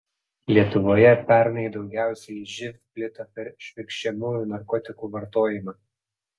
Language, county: Lithuanian, Panevėžys